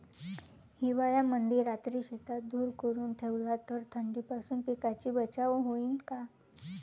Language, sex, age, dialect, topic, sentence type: Marathi, female, 18-24, Varhadi, agriculture, question